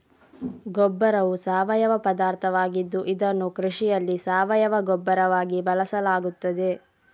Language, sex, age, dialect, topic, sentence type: Kannada, female, 46-50, Coastal/Dakshin, agriculture, statement